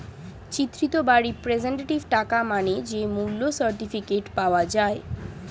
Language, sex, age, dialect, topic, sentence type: Bengali, female, 18-24, Standard Colloquial, banking, statement